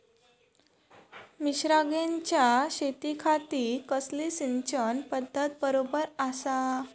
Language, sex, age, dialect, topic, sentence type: Marathi, female, 18-24, Southern Konkan, agriculture, question